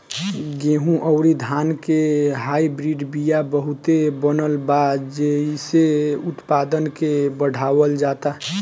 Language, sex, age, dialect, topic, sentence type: Bhojpuri, male, 18-24, Southern / Standard, agriculture, statement